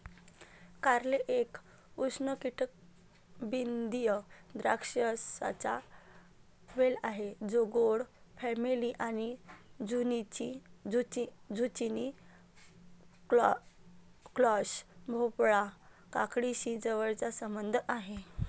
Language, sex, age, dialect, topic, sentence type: Marathi, female, 31-35, Varhadi, agriculture, statement